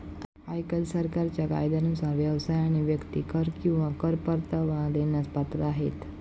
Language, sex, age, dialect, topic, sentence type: Marathi, female, 18-24, Southern Konkan, banking, statement